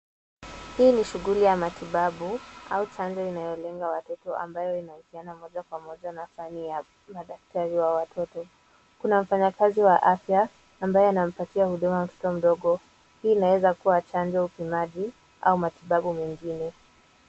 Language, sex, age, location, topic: Swahili, female, 18-24, Nairobi, health